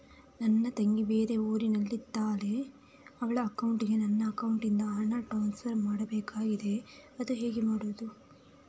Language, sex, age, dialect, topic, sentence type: Kannada, female, 31-35, Coastal/Dakshin, banking, question